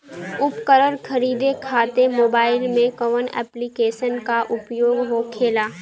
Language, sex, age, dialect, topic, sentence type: Bhojpuri, female, <18, Western, agriculture, question